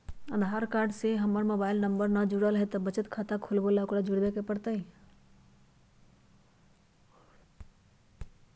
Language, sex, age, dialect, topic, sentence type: Magahi, male, 31-35, Western, banking, question